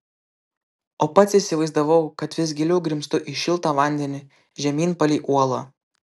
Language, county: Lithuanian, Klaipėda